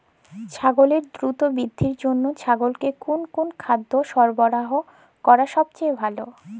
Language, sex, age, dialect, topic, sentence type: Bengali, female, 18-24, Jharkhandi, agriculture, question